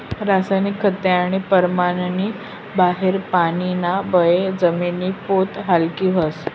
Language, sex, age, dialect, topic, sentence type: Marathi, female, 25-30, Northern Konkan, agriculture, statement